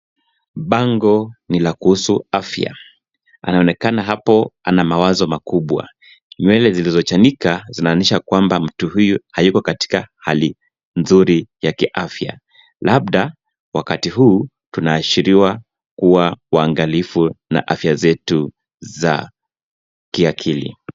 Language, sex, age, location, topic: Swahili, male, 25-35, Nairobi, health